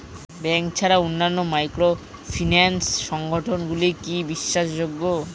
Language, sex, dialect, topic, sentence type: Bengali, male, Northern/Varendri, banking, question